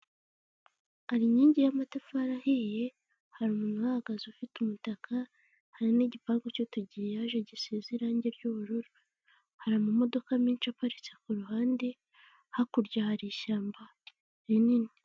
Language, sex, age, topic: Kinyarwanda, female, 18-24, government